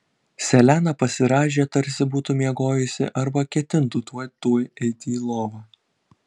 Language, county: Lithuanian, Kaunas